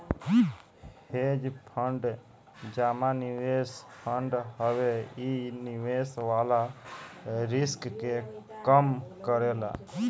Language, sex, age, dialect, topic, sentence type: Bhojpuri, male, 18-24, Southern / Standard, banking, statement